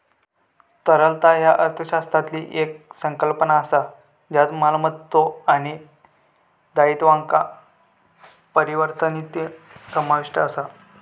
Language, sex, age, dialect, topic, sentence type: Marathi, male, 31-35, Southern Konkan, banking, statement